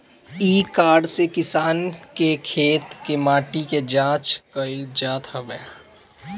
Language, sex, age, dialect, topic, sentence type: Bhojpuri, male, 25-30, Northern, agriculture, statement